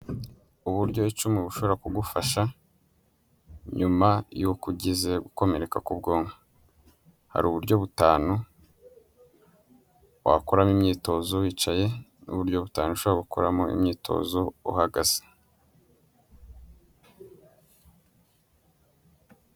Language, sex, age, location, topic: Kinyarwanda, male, 18-24, Huye, health